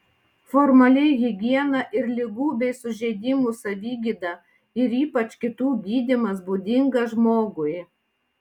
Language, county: Lithuanian, Panevėžys